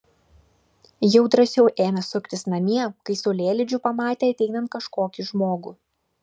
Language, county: Lithuanian, Klaipėda